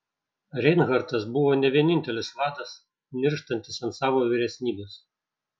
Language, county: Lithuanian, Šiauliai